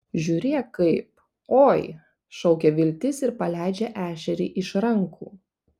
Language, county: Lithuanian, Panevėžys